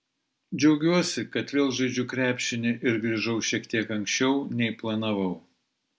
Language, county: Lithuanian, Vilnius